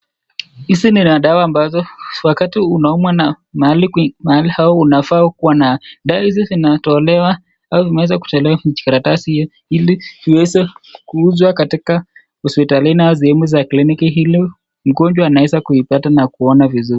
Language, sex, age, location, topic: Swahili, male, 25-35, Nakuru, health